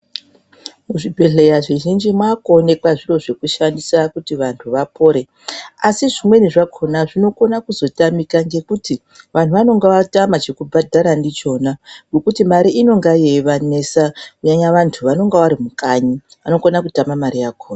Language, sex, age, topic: Ndau, female, 36-49, health